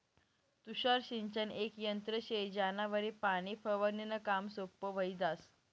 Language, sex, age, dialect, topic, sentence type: Marathi, male, 18-24, Northern Konkan, agriculture, statement